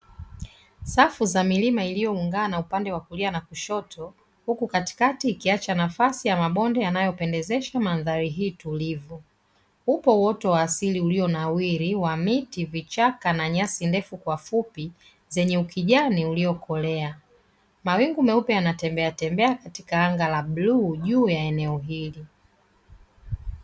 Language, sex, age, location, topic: Swahili, female, 36-49, Dar es Salaam, agriculture